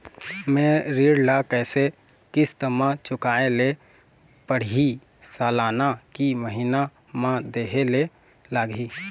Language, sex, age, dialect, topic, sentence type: Chhattisgarhi, male, 25-30, Eastern, banking, question